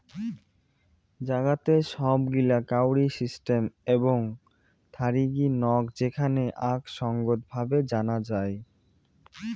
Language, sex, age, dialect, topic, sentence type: Bengali, male, 18-24, Rajbangshi, banking, statement